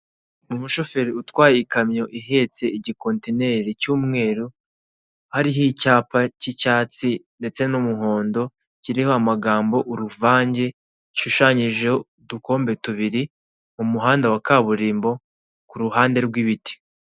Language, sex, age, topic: Kinyarwanda, male, 18-24, government